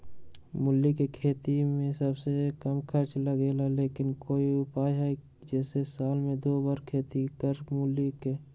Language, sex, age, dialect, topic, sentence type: Magahi, male, 18-24, Western, agriculture, question